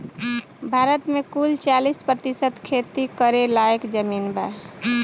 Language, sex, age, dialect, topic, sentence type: Bhojpuri, female, 25-30, Southern / Standard, agriculture, statement